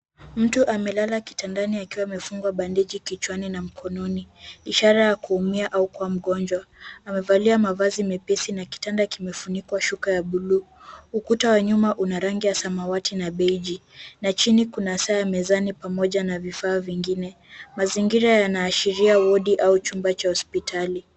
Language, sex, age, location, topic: Swahili, female, 18-24, Kisumu, health